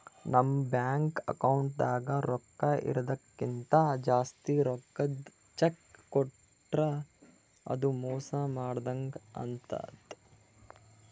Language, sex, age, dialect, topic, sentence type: Kannada, male, 18-24, Northeastern, banking, statement